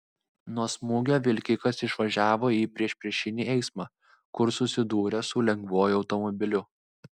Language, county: Lithuanian, Klaipėda